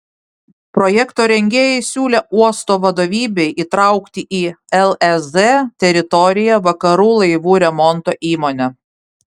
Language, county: Lithuanian, Vilnius